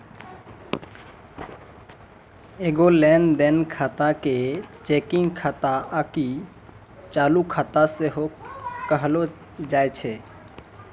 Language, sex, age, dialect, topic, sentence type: Maithili, male, 18-24, Angika, banking, statement